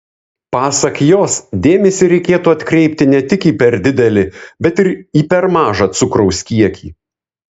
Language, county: Lithuanian, Vilnius